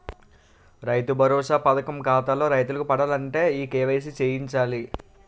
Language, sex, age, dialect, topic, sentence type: Telugu, male, 18-24, Utterandhra, banking, statement